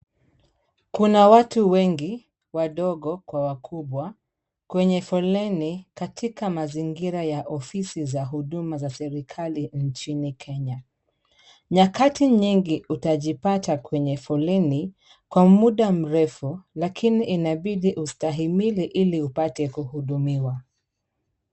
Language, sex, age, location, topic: Swahili, female, 36-49, Kisumu, government